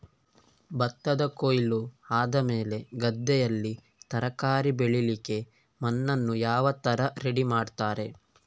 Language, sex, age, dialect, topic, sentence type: Kannada, male, 18-24, Coastal/Dakshin, agriculture, question